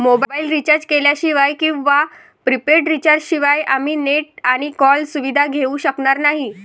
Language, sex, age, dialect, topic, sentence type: Marathi, female, 18-24, Varhadi, banking, statement